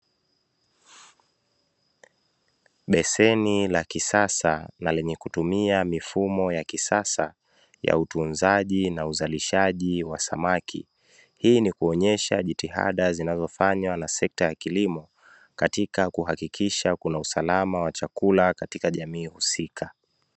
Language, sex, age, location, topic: Swahili, male, 25-35, Dar es Salaam, agriculture